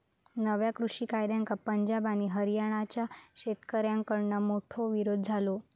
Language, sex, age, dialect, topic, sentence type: Marathi, female, 18-24, Southern Konkan, agriculture, statement